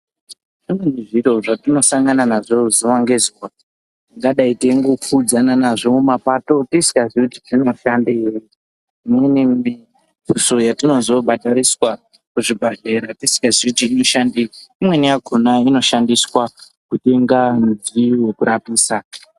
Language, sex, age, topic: Ndau, male, 18-24, health